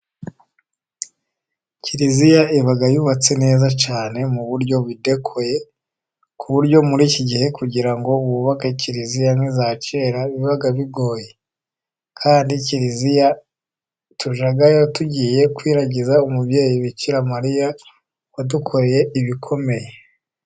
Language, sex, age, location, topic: Kinyarwanda, male, 25-35, Musanze, government